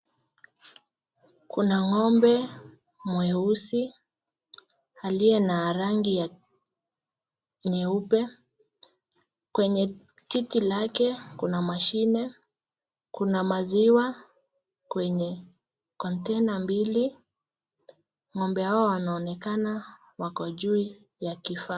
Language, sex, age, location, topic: Swahili, female, 18-24, Nakuru, agriculture